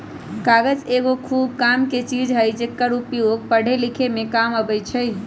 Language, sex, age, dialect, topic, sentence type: Magahi, female, 25-30, Western, agriculture, statement